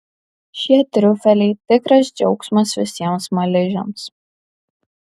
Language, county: Lithuanian, Kaunas